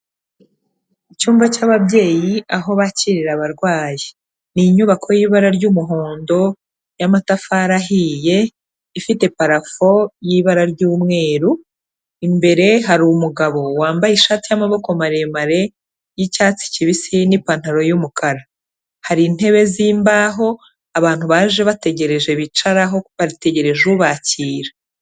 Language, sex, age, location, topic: Kinyarwanda, female, 36-49, Kigali, health